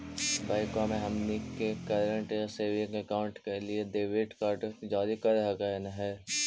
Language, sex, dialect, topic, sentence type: Magahi, male, Central/Standard, banking, question